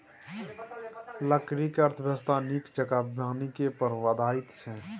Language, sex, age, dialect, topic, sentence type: Maithili, male, 18-24, Bajjika, agriculture, statement